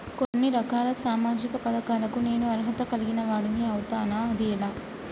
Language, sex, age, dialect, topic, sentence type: Telugu, female, 25-30, Telangana, banking, question